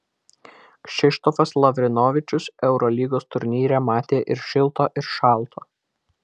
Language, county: Lithuanian, Vilnius